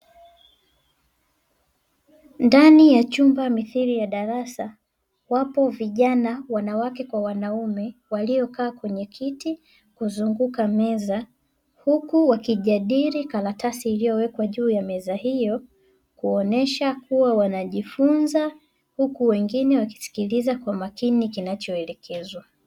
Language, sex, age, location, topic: Swahili, female, 18-24, Dar es Salaam, education